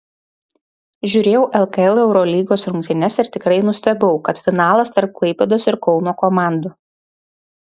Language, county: Lithuanian, Šiauliai